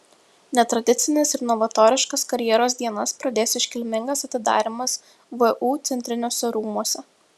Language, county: Lithuanian, Vilnius